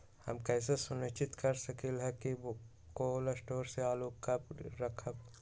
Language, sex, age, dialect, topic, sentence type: Magahi, male, 18-24, Western, agriculture, question